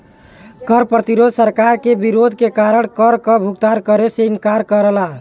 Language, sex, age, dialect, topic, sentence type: Bhojpuri, male, 18-24, Western, banking, statement